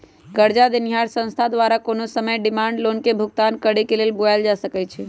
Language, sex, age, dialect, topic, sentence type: Magahi, male, 18-24, Western, banking, statement